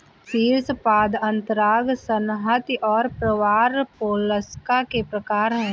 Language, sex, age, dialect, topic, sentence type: Hindi, female, 18-24, Marwari Dhudhari, agriculture, statement